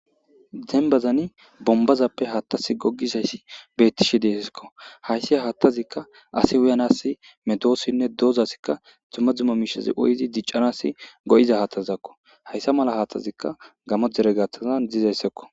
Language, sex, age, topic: Gamo, male, 25-35, government